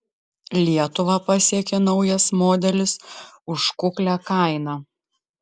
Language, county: Lithuanian, Klaipėda